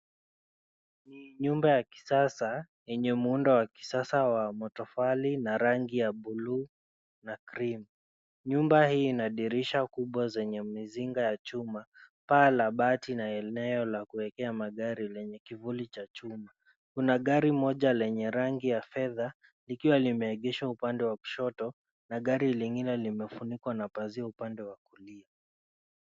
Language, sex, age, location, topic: Swahili, male, 25-35, Nairobi, finance